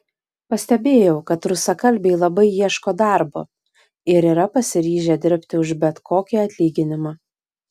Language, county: Lithuanian, Vilnius